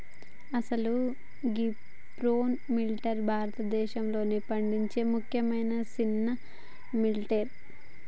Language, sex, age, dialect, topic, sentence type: Telugu, female, 25-30, Telangana, agriculture, statement